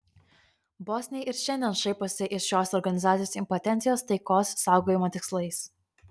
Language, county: Lithuanian, Kaunas